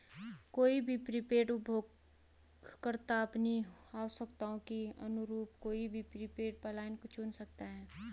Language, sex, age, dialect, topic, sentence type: Hindi, female, 25-30, Garhwali, banking, statement